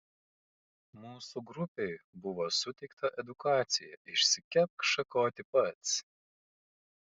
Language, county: Lithuanian, Klaipėda